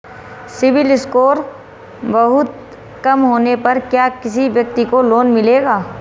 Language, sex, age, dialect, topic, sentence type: Hindi, female, 36-40, Marwari Dhudhari, banking, question